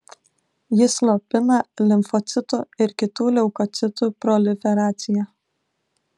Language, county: Lithuanian, Klaipėda